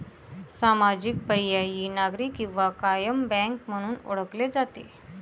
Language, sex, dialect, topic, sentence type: Marathi, female, Varhadi, banking, statement